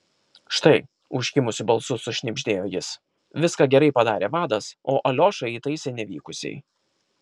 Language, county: Lithuanian, Kaunas